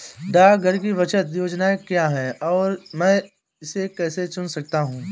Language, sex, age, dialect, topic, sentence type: Hindi, male, 25-30, Awadhi Bundeli, banking, question